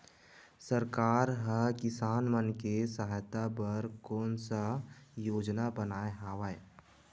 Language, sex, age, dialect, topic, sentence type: Chhattisgarhi, male, 18-24, Western/Budati/Khatahi, agriculture, question